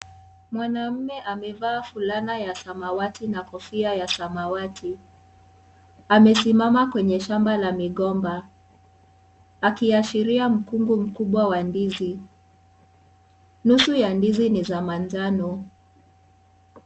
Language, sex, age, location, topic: Swahili, female, 36-49, Kisii, agriculture